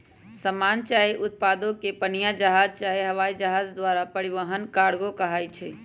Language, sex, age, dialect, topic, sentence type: Magahi, female, 25-30, Western, banking, statement